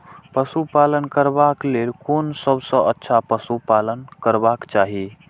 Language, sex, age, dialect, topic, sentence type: Maithili, male, 60-100, Eastern / Thethi, agriculture, question